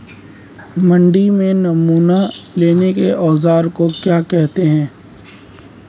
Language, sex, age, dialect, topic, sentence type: Hindi, male, 18-24, Marwari Dhudhari, agriculture, question